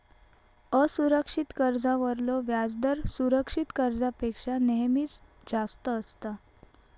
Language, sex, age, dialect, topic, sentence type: Marathi, female, 18-24, Southern Konkan, banking, statement